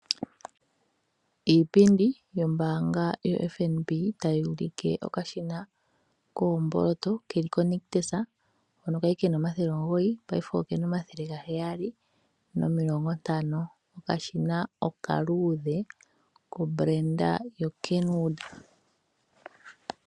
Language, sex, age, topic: Oshiwambo, female, 25-35, finance